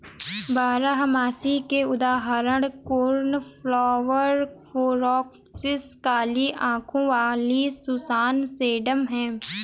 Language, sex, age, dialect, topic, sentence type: Hindi, female, 18-24, Awadhi Bundeli, agriculture, statement